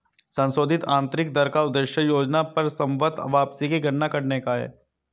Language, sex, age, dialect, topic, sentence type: Hindi, male, 25-30, Hindustani Malvi Khadi Boli, banking, statement